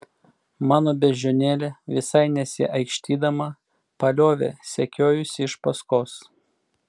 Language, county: Lithuanian, Klaipėda